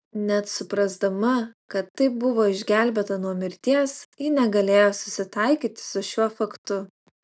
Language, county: Lithuanian, Utena